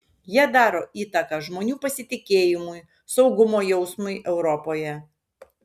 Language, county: Lithuanian, Šiauliai